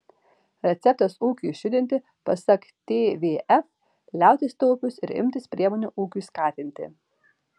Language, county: Lithuanian, Vilnius